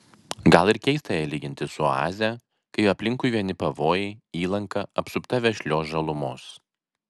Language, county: Lithuanian, Vilnius